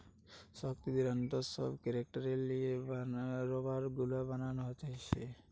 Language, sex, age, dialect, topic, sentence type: Bengali, male, 18-24, Western, agriculture, statement